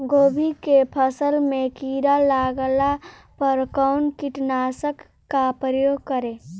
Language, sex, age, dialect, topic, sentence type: Bhojpuri, male, 18-24, Northern, agriculture, question